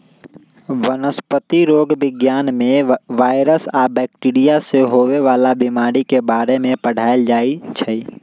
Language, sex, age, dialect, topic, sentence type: Magahi, male, 18-24, Western, agriculture, statement